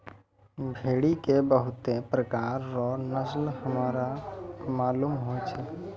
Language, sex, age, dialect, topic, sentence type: Maithili, male, 18-24, Angika, agriculture, statement